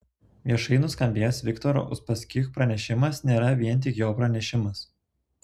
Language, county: Lithuanian, Telšiai